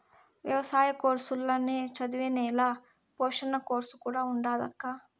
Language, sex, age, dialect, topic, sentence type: Telugu, female, 18-24, Southern, agriculture, statement